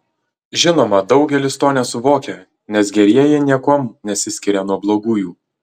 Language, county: Lithuanian, Marijampolė